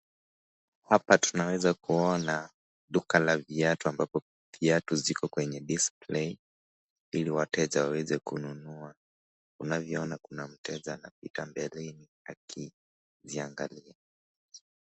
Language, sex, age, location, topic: Swahili, male, 18-24, Nakuru, finance